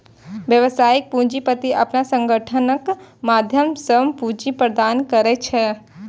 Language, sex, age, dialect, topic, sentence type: Maithili, female, 25-30, Eastern / Thethi, banking, statement